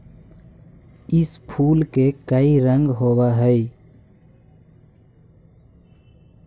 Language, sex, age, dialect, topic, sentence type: Magahi, male, 18-24, Central/Standard, agriculture, statement